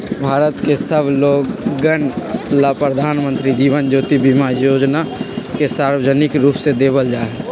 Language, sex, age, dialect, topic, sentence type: Magahi, male, 56-60, Western, banking, statement